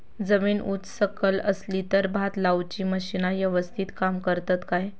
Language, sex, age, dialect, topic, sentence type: Marathi, female, 25-30, Southern Konkan, agriculture, question